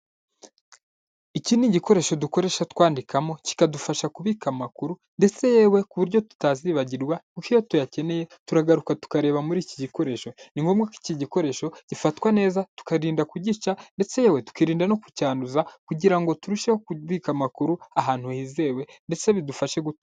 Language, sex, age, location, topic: Kinyarwanda, male, 18-24, Huye, health